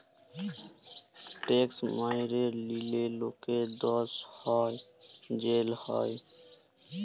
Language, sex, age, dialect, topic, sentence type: Bengali, male, 18-24, Jharkhandi, banking, statement